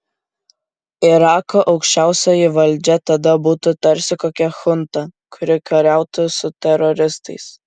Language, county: Lithuanian, Kaunas